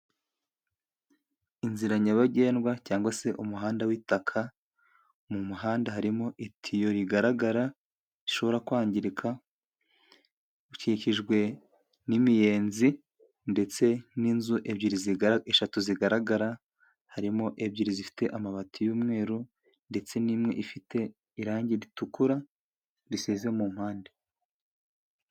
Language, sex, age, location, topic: Kinyarwanda, male, 25-35, Musanze, government